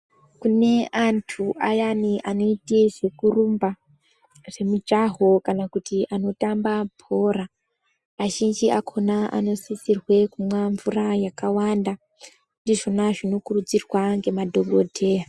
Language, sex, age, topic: Ndau, female, 18-24, health